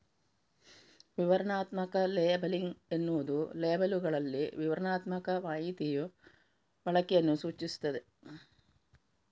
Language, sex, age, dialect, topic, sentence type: Kannada, female, 25-30, Coastal/Dakshin, banking, statement